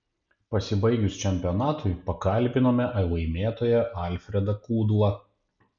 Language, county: Lithuanian, Panevėžys